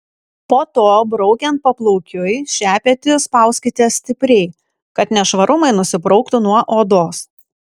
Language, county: Lithuanian, Kaunas